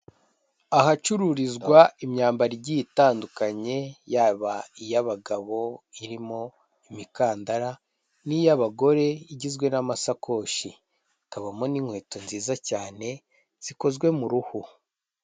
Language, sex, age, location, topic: Kinyarwanda, male, 25-35, Kigali, finance